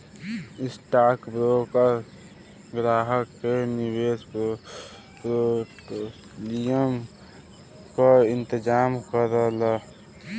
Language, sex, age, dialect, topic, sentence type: Bhojpuri, male, 18-24, Western, banking, statement